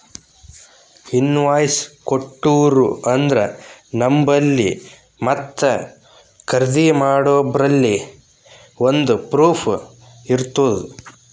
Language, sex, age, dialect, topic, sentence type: Kannada, male, 18-24, Northeastern, banking, statement